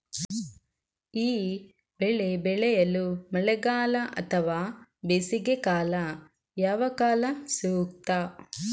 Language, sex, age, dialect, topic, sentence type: Kannada, female, 18-24, Coastal/Dakshin, agriculture, question